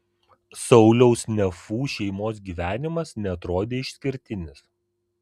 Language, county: Lithuanian, Vilnius